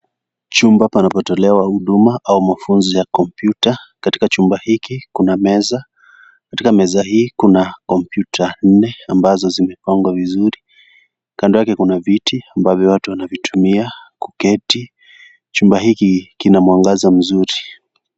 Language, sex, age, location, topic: Swahili, male, 25-35, Kisii, education